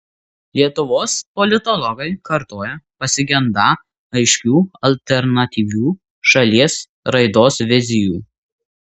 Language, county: Lithuanian, Marijampolė